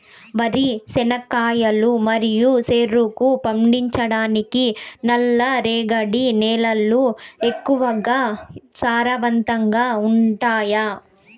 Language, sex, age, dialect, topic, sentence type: Telugu, female, 46-50, Southern, agriculture, question